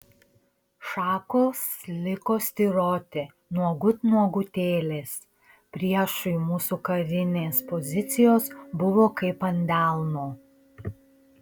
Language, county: Lithuanian, Šiauliai